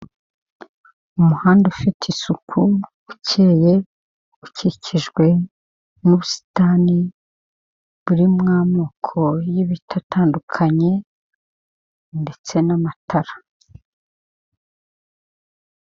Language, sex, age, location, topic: Kinyarwanda, female, 50+, Kigali, government